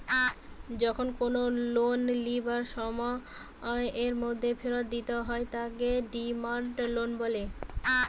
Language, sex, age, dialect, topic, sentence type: Bengali, female, 18-24, Western, banking, statement